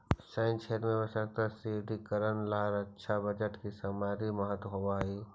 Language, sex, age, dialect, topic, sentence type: Magahi, male, 46-50, Central/Standard, banking, statement